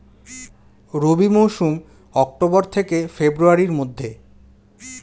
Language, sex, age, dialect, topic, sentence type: Bengali, male, 25-30, Standard Colloquial, agriculture, statement